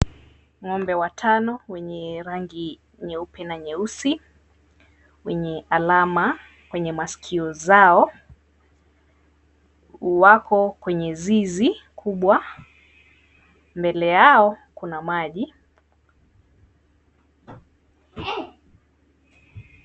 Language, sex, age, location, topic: Swahili, female, 25-35, Mombasa, agriculture